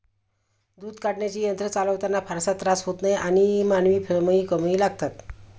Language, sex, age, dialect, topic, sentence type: Marathi, female, 56-60, Standard Marathi, agriculture, statement